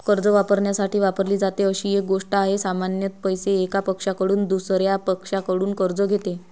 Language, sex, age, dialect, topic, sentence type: Marathi, female, 25-30, Varhadi, banking, statement